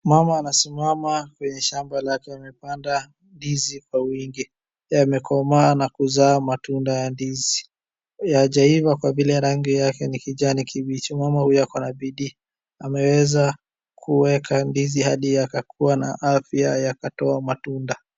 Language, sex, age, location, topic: Swahili, male, 50+, Wajir, agriculture